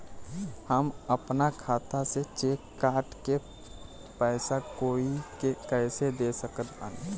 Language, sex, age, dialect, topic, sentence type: Bhojpuri, male, 18-24, Southern / Standard, banking, question